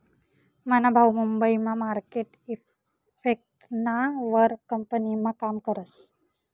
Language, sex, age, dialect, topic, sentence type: Marathi, female, 18-24, Northern Konkan, banking, statement